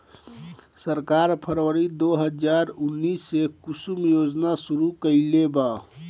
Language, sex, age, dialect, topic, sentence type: Bhojpuri, male, 18-24, Northern, agriculture, statement